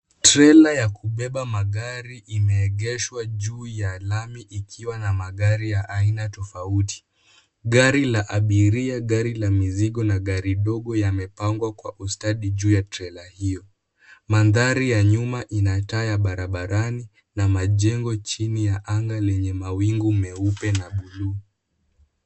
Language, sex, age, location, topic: Swahili, male, 18-24, Kisumu, finance